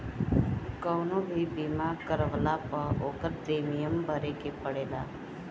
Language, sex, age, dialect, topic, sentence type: Bhojpuri, female, 18-24, Northern, banking, statement